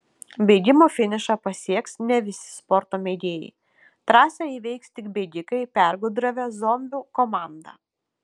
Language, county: Lithuanian, Kaunas